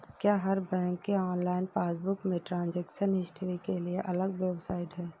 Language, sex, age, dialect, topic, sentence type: Hindi, female, 41-45, Awadhi Bundeli, banking, statement